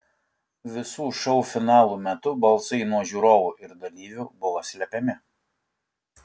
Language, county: Lithuanian, Kaunas